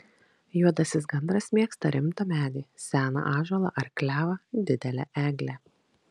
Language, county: Lithuanian, Kaunas